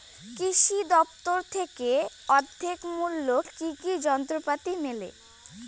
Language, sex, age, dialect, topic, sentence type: Bengali, female, 18-24, Rajbangshi, agriculture, question